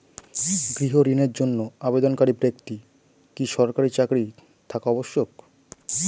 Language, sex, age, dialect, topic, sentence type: Bengali, male, 25-30, Standard Colloquial, banking, question